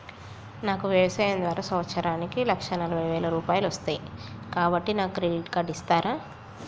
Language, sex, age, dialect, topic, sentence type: Telugu, male, 46-50, Telangana, banking, question